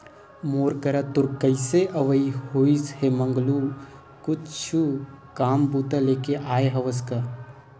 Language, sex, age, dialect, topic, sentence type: Chhattisgarhi, male, 18-24, Western/Budati/Khatahi, banking, statement